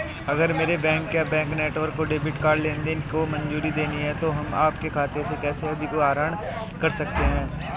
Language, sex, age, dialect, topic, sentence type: Hindi, male, 25-30, Hindustani Malvi Khadi Boli, banking, question